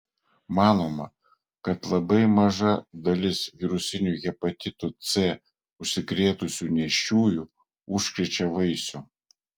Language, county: Lithuanian, Vilnius